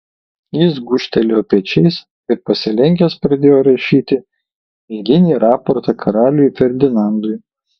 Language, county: Lithuanian, Kaunas